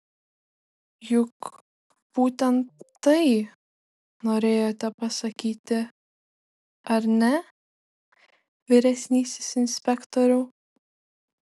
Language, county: Lithuanian, Šiauliai